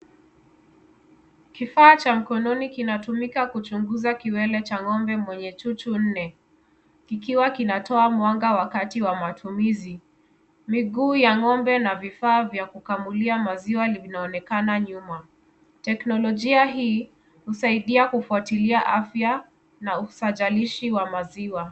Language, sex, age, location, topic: Swahili, female, 25-35, Kisumu, agriculture